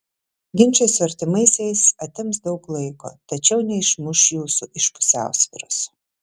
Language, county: Lithuanian, Telšiai